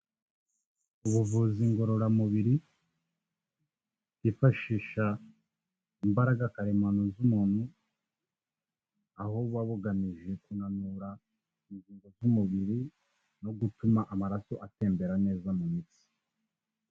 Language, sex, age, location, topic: Kinyarwanda, male, 25-35, Kigali, health